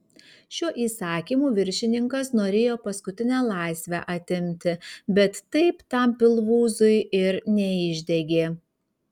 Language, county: Lithuanian, Kaunas